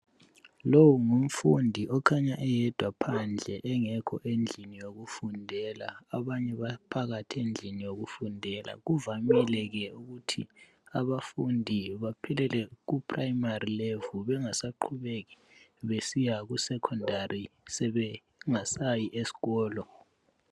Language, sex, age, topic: North Ndebele, male, 18-24, education